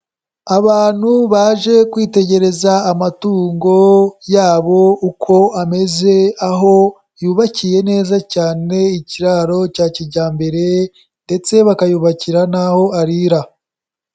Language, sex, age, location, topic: Kinyarwanda, male, 18-24, Kigali, agriculture